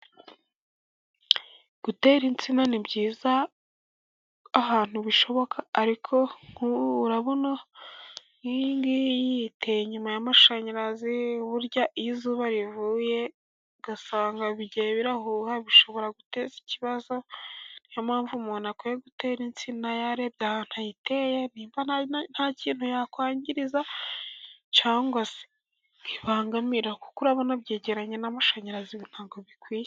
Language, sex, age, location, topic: Kinyarwanda, male, 18-24, Burera, agriculture